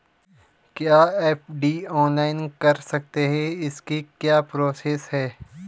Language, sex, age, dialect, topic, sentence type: Hindi, male, 25-30, Garhwali, banking, question